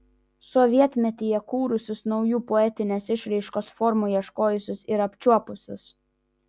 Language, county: Lithuanian, Vilnius